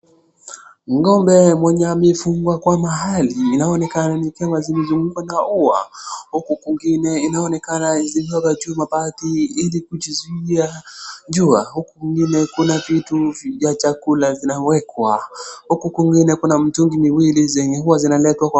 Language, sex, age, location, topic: Swahili, male, 25-35, Wajir, agriculture